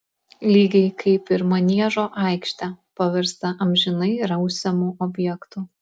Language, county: Lithuanian, Klaipėda